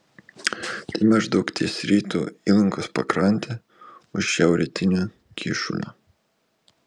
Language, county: Lithuanian, Kaunas